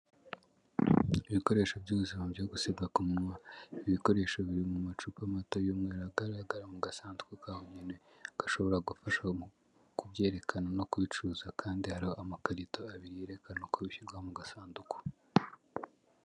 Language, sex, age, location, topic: Kinyarwanda, male, 18-24, Kigali, health